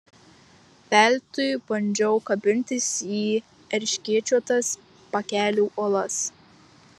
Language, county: Lithuanian, Marijampolė